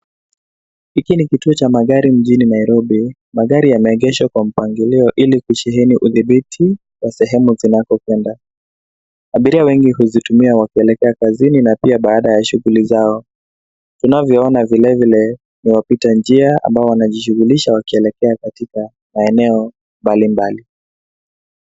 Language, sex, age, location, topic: Swahili, male, 25-35, Nairobi, government